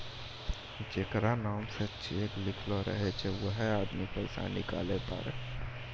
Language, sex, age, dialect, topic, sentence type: Maithili, male, 18-24, Angika, banking, statement